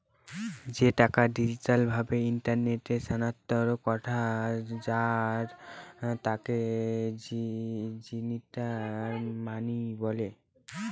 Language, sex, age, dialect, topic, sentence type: Bengali, male, <18, Northern/Varendri, banking, statement